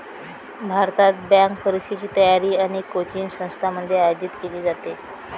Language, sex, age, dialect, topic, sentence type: Marathi, female, 25-30, Varhadi, banking, statement